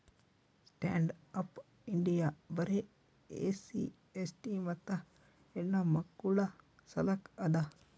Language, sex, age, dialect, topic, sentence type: Kannada, male, 18-24, Northeastern, banking, statement